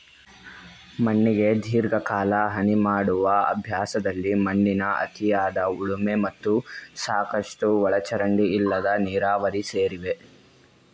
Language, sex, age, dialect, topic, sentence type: Kannada, male, 18-24, Mysore Kannada, agriculture, statement